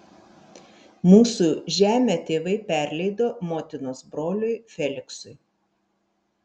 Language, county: Lithuanian, Vilnius